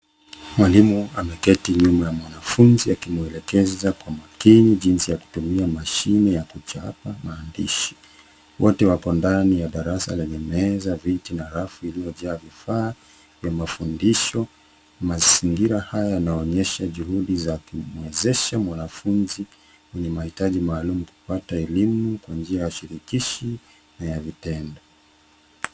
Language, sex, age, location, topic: Swahili, male, 36-49, Nairobi, education